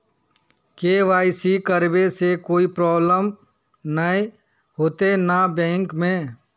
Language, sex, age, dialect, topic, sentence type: Magahi, male, 41-45, Northeastern/Surjapuri, banking, question